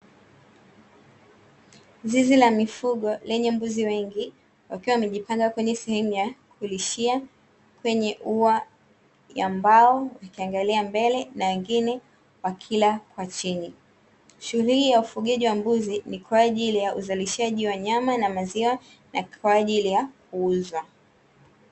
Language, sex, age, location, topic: Swahili, female, 18-24, Dar es Salaam, agriculture